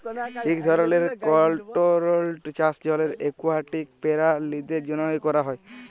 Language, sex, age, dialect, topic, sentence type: Bengali, male, 18-24, Jharkhandi, agriculture, statement